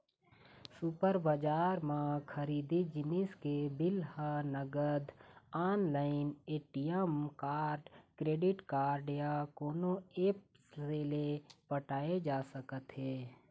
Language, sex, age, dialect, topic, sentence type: Chhattisgarhi, male, 18-24, Eastern, agriculture, statement